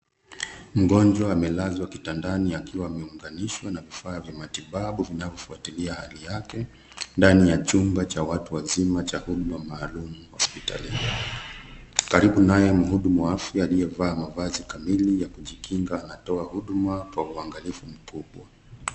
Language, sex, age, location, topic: Swahili, male, 36-49, Nairobi, health